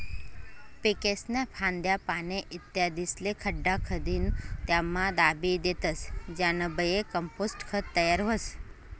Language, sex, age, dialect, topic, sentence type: Marathi, male, 18-24, Northern Konkan, agriculture, statement